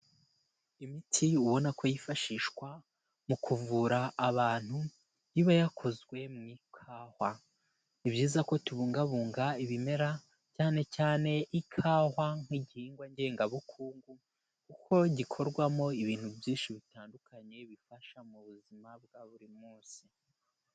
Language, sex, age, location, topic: Kinyarwanda, male, 18-24, Kigali, health